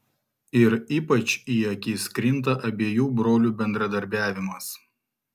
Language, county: Lithuanian, Klaipėda